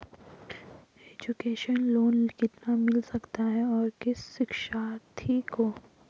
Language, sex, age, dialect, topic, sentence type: Hindi, female, 25-30, Garhwali, banking, question